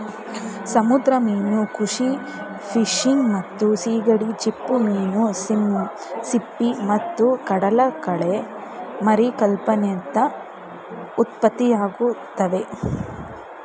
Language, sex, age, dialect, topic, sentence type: Kannada, female, 25-30, Mysore Kannada, agriculture, statement